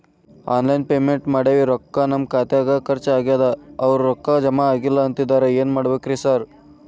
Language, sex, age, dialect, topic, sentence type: Kannada, male, 18-24, Dharwad Kannada, banking, question